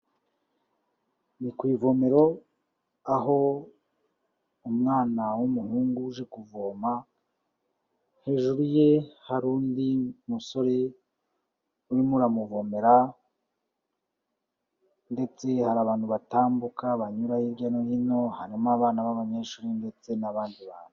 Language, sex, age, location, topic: Kinyarwanda, male, 36-49, Kigali, health